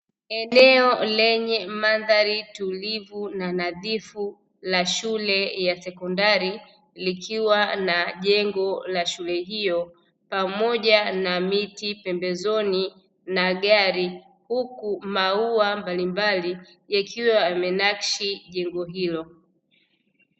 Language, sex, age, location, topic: Swahili, female, 25-35, Dar es Salaam, education